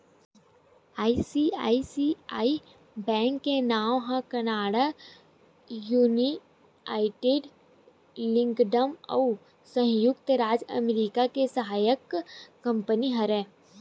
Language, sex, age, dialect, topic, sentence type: Chhattisgarhi, female, 18-24, Western/Budati/Khatahi, banking, statement